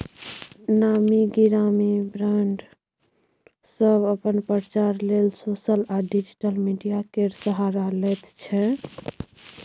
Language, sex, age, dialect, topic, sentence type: Maithili, female, 25-30, Bajjika, banking, statement